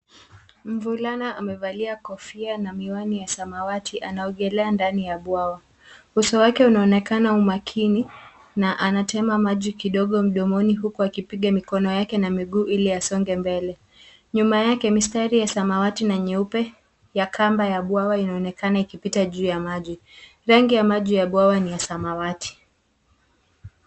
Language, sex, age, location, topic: Swahili, female, 25-35, Nairobi, education